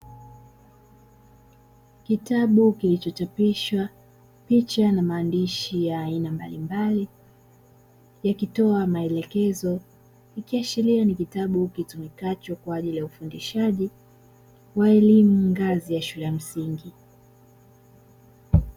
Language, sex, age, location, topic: Swahili, female, 25-35, Dar es Salaam, education